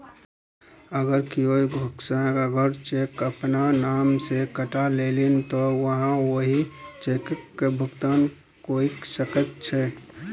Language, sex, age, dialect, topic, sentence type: Maithili, male, 25-30, Bajjika, banking, statement